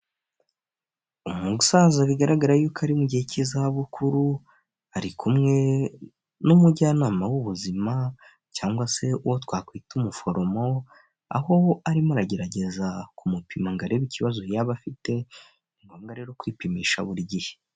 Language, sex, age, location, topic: Kinyarwanda, male, 18-24, Huye, health